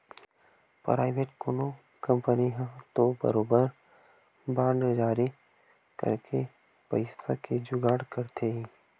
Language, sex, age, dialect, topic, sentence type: Chhattisgarhi, male, 18-24, Western/Budati/Khatahi, banking, statement